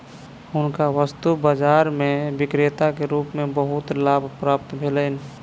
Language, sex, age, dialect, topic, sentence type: Maithili, male, 25-30, Southern/Standard, banking, statement